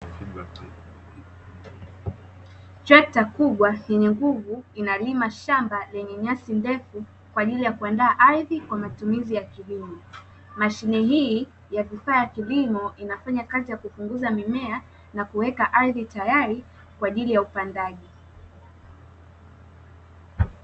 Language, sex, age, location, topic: Swahili, female, 18-24, Dar es Salaam, agriculture